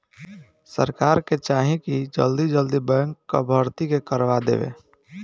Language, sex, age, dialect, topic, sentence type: Bhojpuri, male, 18-24, Northern, banking, statement